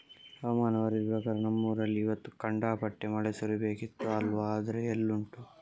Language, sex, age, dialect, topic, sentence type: Kannada, male, 31-35, Coastal/Dakshin, agriculture, statement